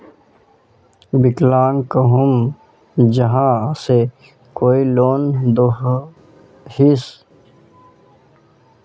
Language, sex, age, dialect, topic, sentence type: Magahi, male, 25-30, Northeastern/Surjapuri, banking, question